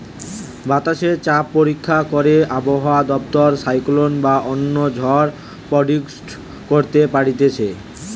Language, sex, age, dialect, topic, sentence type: Bengali, male, 18-24, Western, agriculture, statement